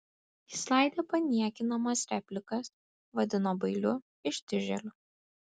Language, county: Lithuanian, Kaunas